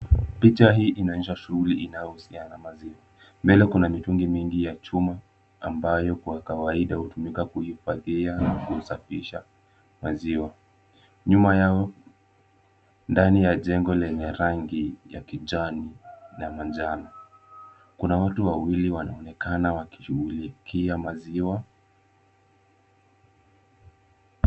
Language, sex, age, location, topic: Swahili, male, 18-24, Kisumu, agriculture